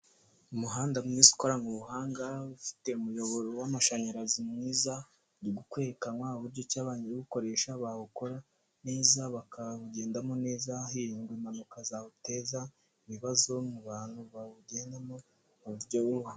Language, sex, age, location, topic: Kinyarwanda, male, 18-24, Kigali, government